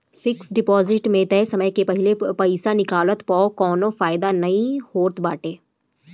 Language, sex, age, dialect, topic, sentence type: Bhojpuri, female, 18-24, Northern, banking, statement